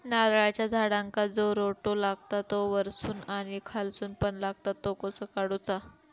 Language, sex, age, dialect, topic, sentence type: Marathi, female, 31-35, Southern Konkan, agriculture, question